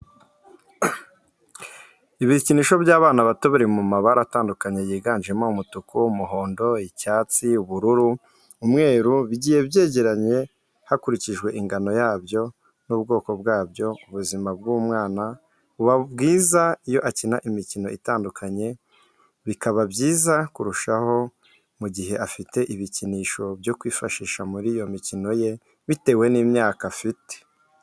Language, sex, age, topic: Kinyarwanda, male, 25-35, education